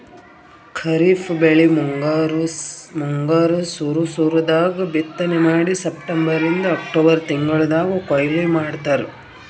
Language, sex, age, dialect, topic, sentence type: Kannada, female, 41-45, Northeastern, agriculture, statement